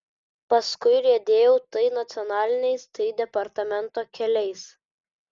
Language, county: Lithuanian, Vilnius